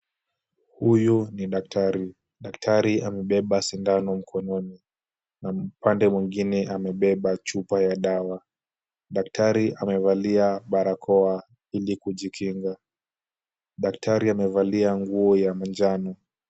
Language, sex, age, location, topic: Swahili, male, 18-24, Kisumu, health